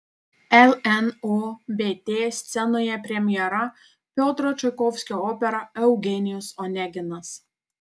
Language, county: Lithuanian, Panevėžys